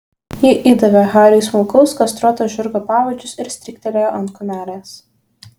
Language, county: Lithuanian, Šiauliai